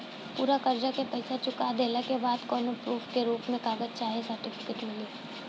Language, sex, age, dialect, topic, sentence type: Bhojpuri, female, 18-24, Southern / Standard, banking, question